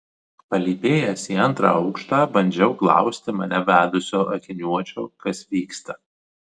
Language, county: Lithuanian, Vilnius